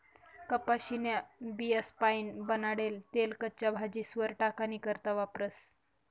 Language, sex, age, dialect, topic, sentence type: Marathi, female, 25-30, Northern Konkan, agriculture, statement